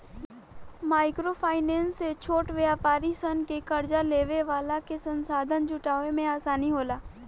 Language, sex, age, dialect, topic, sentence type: Bhojpuri, female, 18-24, Southern / Standard, banking, statement